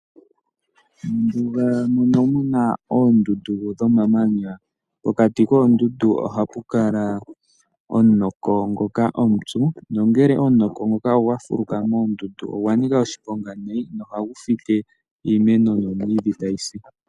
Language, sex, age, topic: Oshiwambo, male, 18-24, agriculture